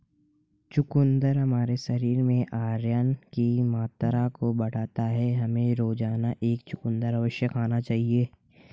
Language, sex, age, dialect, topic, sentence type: Hindi, male, 18-24, Marwari Dhudhari, agriculture, statement